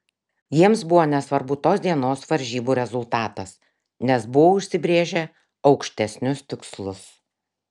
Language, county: Lithuanian, Šiauliai